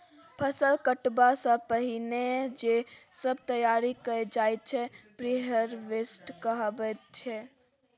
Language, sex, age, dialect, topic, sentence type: Maithili, female, 36-40, Bajjika, agriculture, statement